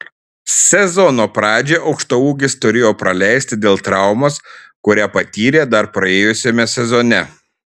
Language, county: Lithuanian, Šiauliai